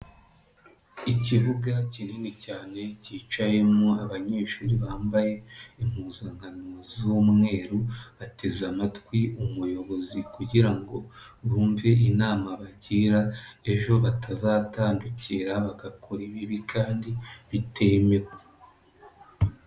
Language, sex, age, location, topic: Kinyarwanda, female, 25-35, Nyagatare, education